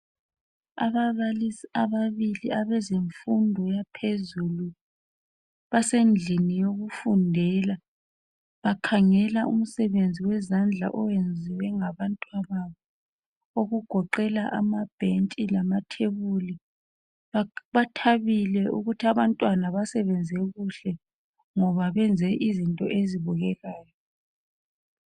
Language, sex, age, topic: North Ndebele, female, 36-49, education